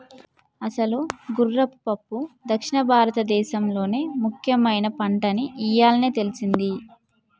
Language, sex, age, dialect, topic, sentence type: Telugu, female, 18-24, Telangana, agriculture, statement